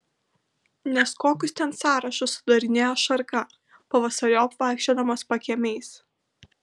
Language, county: Lithuanian, Kaunas